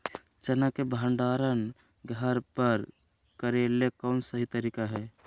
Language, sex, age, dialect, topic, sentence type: Magahi, male, 18-24, Southern, agriculture, question